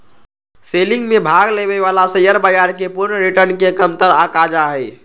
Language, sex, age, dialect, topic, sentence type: Magahi, male, 56-60, Western, banking, statement